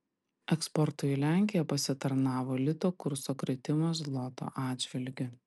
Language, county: Lithuanian, Panevėžys